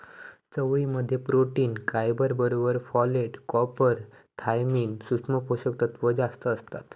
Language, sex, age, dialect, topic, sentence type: Marathi, male, 18-24, Southern Konkan, agriculture, statement